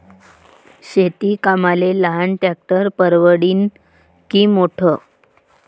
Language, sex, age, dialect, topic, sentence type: Marathi, female, 36-40, Varhadi, agriculture, question